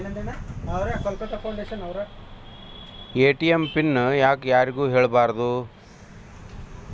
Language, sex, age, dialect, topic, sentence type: Kannada, male, 41-45, Dharwad Kannada, banking, question